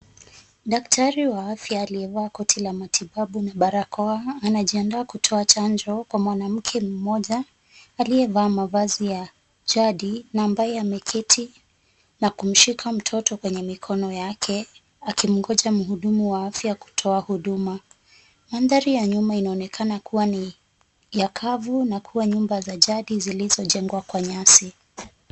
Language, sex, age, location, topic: Swahili, female, 25-35, Kisumu, health